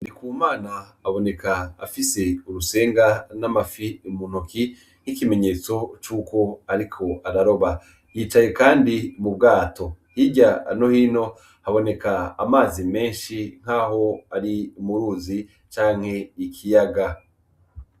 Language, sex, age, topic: Rundi, male, 25-35, agriculture